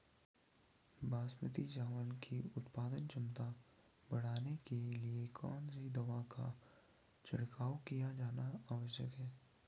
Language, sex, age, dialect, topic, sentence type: Hindi, male, 18-24, Garhwali, agriculture, question